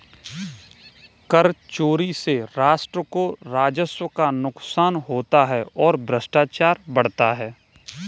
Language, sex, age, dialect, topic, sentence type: Hindi, male, 18-24, Kanauji Braj Bhasha, banking, statement